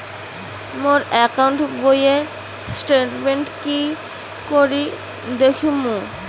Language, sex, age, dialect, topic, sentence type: Bengali, female, 25-30, Rajbangshi, banking, question